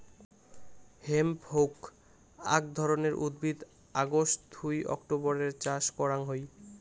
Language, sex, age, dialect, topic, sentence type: Bengali, male, 18-24, Rajbangshi, agriculture, statement